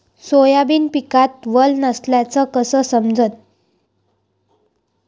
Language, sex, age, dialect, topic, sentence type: Marathi, female, 18-24, Varhadi, agriculture, question